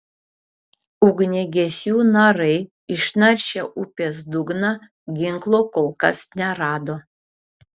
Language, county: Lithuanian, Šiauliai